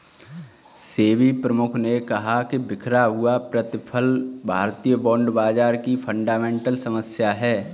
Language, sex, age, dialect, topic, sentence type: Hindi, male, 18-24, Kanauji Braj Bhasha, banking, statement